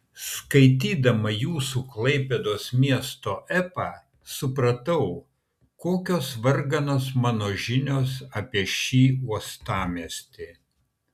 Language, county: Lithuanian, Kaunas